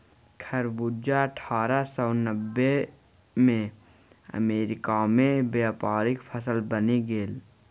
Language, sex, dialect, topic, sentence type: Maithili, male, Bajjika, agriculture, statement